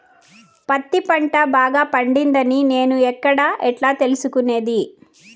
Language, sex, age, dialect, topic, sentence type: Telugu, female, 46-50, Southern, agriculture, question